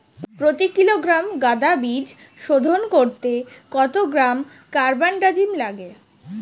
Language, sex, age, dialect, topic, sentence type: Bengali, female, 18-24, Standard Colloquial, agriculture, question